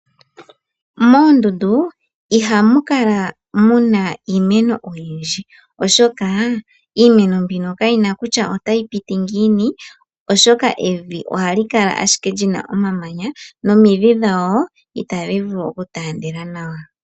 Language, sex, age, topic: Oshiwambo, male, 18-24, agriculture